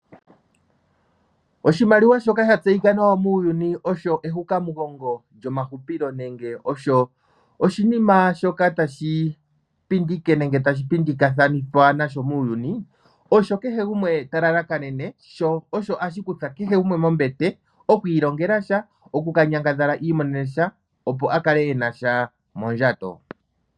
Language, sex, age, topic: Oshiwambo, male, 25-35, finance